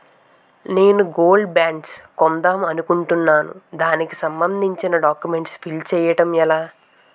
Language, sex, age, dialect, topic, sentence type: Telugu, male, 18-24, Utterandhra, banking, question